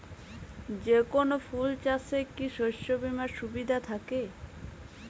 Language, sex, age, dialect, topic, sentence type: Bengali, female, 18-24, Jharkhandi, agriculture, question